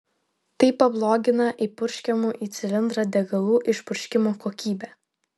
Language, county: Lithuanian, Vilnius